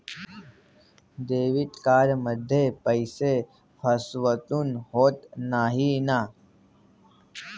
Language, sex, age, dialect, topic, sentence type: Marathi, male, 18-24, Standard Marathi, banking, question